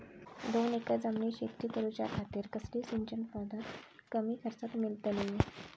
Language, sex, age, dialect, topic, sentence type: Marathi, female, 18-24, Southern Konkan, agriculture, question